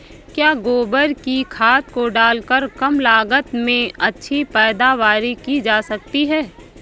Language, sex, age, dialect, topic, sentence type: Hindi, female, 25-30, Awadhi Bundeli, agriculture, question